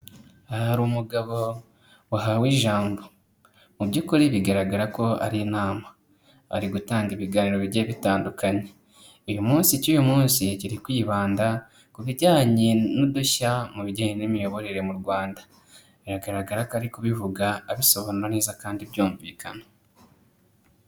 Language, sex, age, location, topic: Kinyarwanda, male, 25-35, Kigali, government